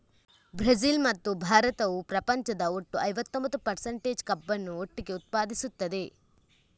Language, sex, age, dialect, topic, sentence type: Kannada, female, 31-35, Coastal/Dakshin, agriculture, statement